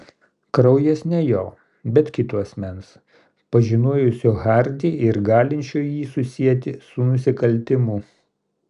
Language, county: Lithuanian, Kaunas